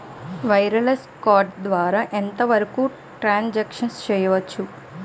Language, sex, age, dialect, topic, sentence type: Telugu, female, 25-30, Utterandhra, banking, question